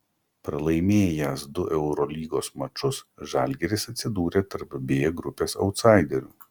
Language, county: Lithuanian, Klaipėda